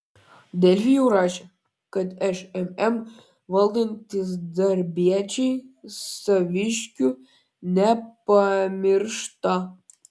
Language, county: Lithuanian, Klaipėda